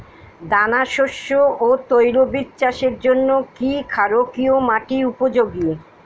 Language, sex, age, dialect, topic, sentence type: Bengali, female, 60-100, Northern/Varendri, agriculture, question